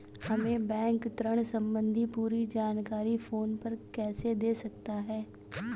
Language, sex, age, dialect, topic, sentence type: Hindi, female, 25-30, Awadhi Bundeli, banking, question